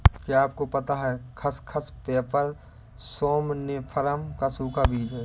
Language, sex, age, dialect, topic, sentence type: Hindi, male, 18-24, Awadhi Bundeli, agriculture, statement